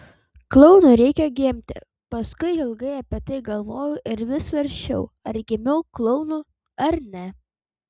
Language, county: Lithuanian, Vilnius